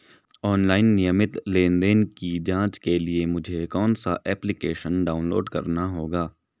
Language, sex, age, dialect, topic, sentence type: Hindi, male, 18-24, Marwari Dhudhari, banking, question